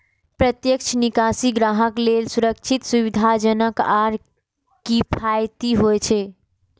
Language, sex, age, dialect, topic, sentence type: Maithili, female, 41-45, Eastern / Thethi, banking, statement